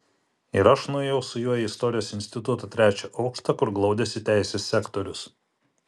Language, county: Lithuanian, Vilnius